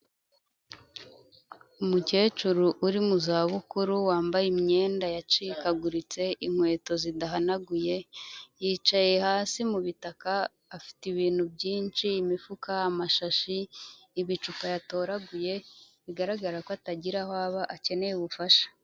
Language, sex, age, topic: Kinyarwanda, female, 25-35, health